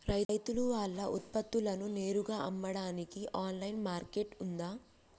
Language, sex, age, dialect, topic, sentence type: Telugu, female, 25-30, Telangana, agriculture, statement